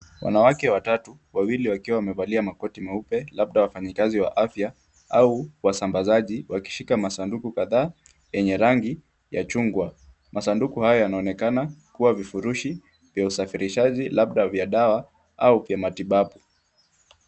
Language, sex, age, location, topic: Swahili, male, 18-24, Kisumu, health